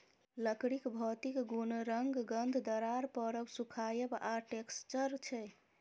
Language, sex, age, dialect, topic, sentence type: Maithili, female, 18-24, Bajjika, agriculture, statement